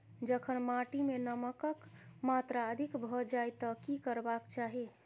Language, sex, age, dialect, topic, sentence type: Maithili, female, 25-30, Southern/Standard, agriculture, question